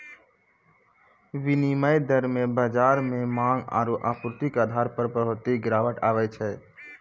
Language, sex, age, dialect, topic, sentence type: Maithili, male, 18-24, Angika, banking, statement